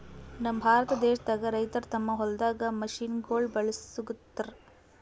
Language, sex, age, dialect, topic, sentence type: Kannada, female, 18-24, Northeastern, agriculture, statement